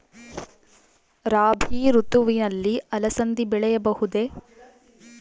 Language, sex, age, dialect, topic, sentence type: Kannada, female, 18-24, Central, agriculture, question